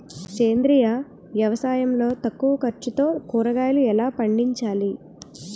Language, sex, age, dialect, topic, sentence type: Telugu, female, 18-24, Utterandhra, agriculture, question